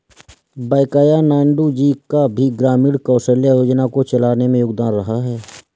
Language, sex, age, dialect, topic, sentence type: Hindi, male, 25-30, Awadhi Bundeli, banking, statement